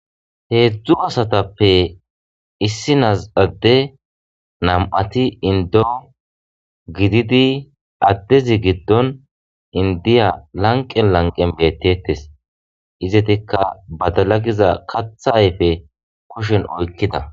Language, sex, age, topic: Gamo, male, 25-35, agriculture